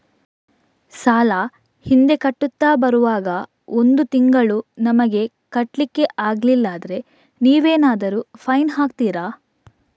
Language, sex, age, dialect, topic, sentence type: Kannada, female, 56-60, Coastal/Dakshin, banking, question